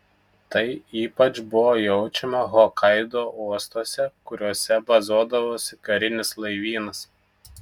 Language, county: Lithuanian, Telšiai